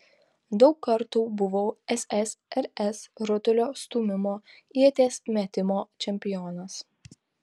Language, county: Lithuanian, Tauragė